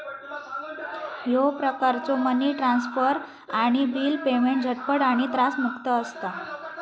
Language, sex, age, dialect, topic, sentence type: Marathi, female, 18-24, Southern Konkan, banking, statement